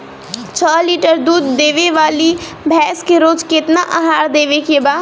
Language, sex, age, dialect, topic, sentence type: Bhojpuri, female, 18-24, Northern, agriculture, question